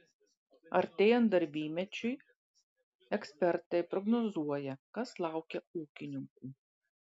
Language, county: Lithuanian, Marijampolė